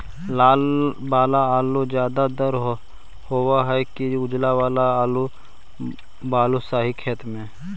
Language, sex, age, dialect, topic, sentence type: Magahi, male, 18-24, Central/Standard, agriculture, question